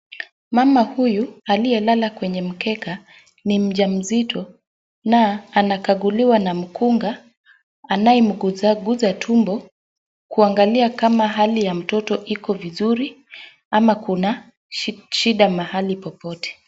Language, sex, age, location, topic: Swahili, female, 25-35, Wajir, health